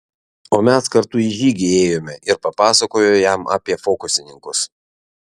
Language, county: Lithuanian, Vilnius